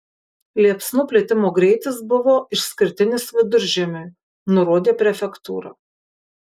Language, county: Lithuanian, Kaunas